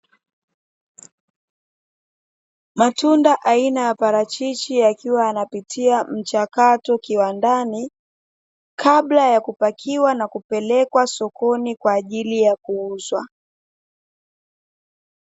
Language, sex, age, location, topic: Swahili, female, 25-35, Dar es Salaam, agriculture